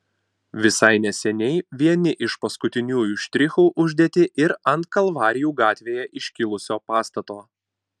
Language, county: Lithuanian, Panevėžys